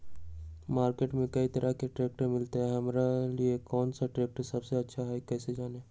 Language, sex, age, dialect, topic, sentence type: Magahi, male, 18-24, Western, agriculture, question